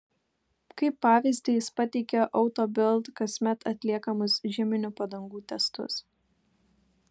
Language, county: Lithuanian, Kaunas